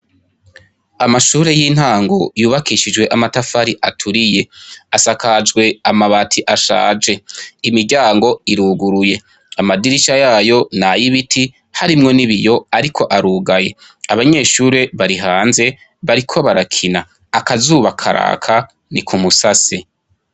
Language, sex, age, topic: Rundi, male, 25-35, education